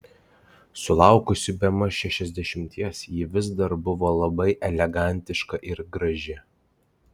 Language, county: Lithuanian, Klaipėda